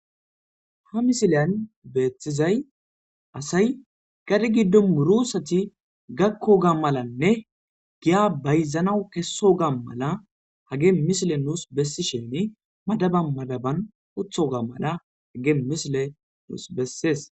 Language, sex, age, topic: Gamo, male, 18-24, agriculture